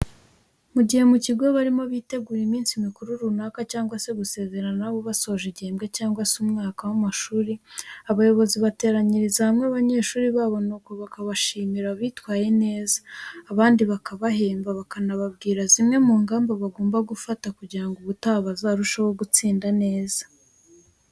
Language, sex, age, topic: Kinyarwanda, female, 18-24, education